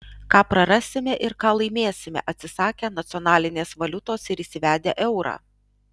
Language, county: Lithuanian, Alytus